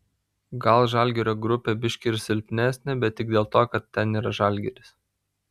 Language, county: Lithuanian, Vilnius